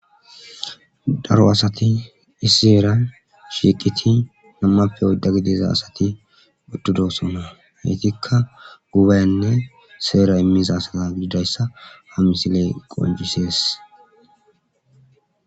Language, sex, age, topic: Gamo, male, 25-35, government